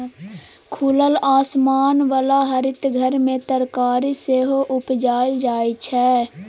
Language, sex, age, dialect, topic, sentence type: Maithili, female, 25-30, Bajjika, agriculture, statement